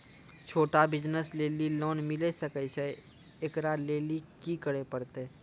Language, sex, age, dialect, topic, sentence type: Maithili, male, 18-24, Angika, banking, question